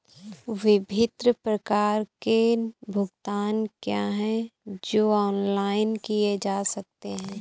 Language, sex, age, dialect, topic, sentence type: Hindi, female, 18-24, Awadhi Bundeli, banking, question